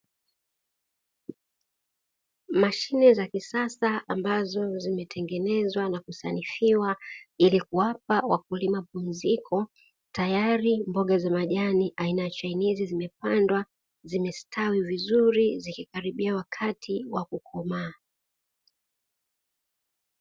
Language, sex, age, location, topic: Swahili, female, 18-24, Dar es Salaam, agriculture